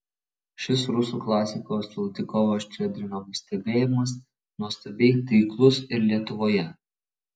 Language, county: Lithuanian, Vilnius